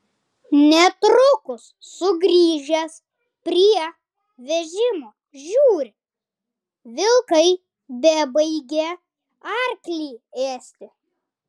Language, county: Lithuanian, Vilnius